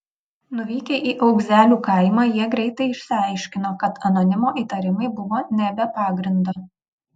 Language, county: Lithuanian, Vilnius